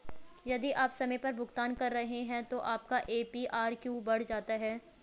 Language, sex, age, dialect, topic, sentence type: Hindi, female, 25-30, Hindustani Malvi Khadi Boli, banking, question